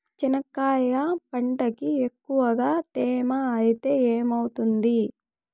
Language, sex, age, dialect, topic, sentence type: Telugu, female, 18-24, Southern, agriculture, question